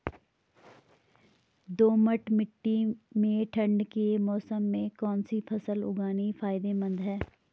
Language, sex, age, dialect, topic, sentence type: Hindi, male, 31-35, Garhwali, agriculture, question